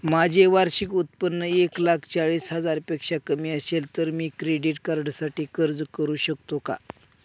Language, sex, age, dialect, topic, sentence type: Marathi, male, 51-55, Northern Konkan, banking, question